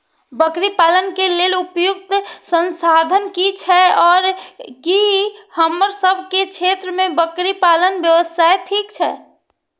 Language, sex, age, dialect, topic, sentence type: Maithili, female, 46-50, Eastern / Thethi, agriculture, question